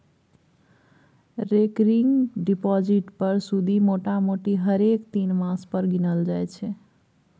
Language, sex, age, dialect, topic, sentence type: Maithili, female, 36-40, Bajjika, banking, statement